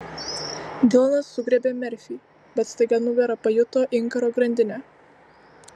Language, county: Lithuanian, Vilnius